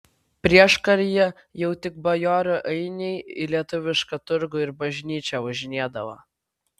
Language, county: Lithuanian, Vilnius